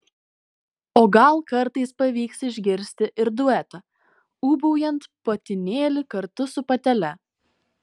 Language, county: Lithuanian, Vilnius